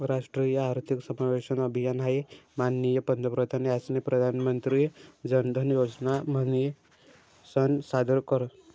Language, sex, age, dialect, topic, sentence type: Marathi, male, 18-24, Northern Konkan, banking, statement